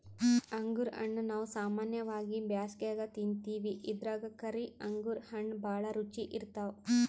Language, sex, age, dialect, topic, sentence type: Kannada, female, 31-35, Northeastern, agriculture, statement